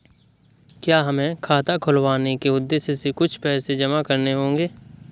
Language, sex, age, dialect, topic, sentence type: Hindi, male, 18-24, Awadhi Bundeli, banking, question